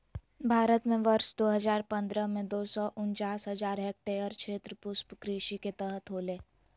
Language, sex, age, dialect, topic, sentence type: Magahi, female, 18-24, Southern, agriculture, statement